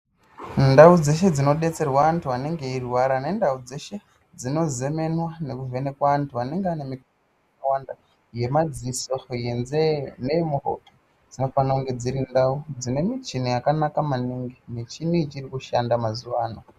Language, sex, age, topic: Ndau, male, 18-24, health